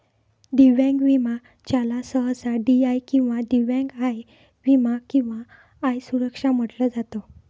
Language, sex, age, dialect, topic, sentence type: Marathi, female, 56-60, Northern Konkan, banking, statement